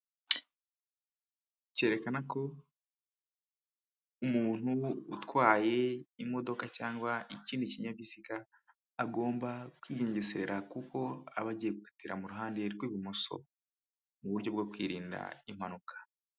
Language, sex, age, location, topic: Kinyarwanda, male, 25-35, Kigali, government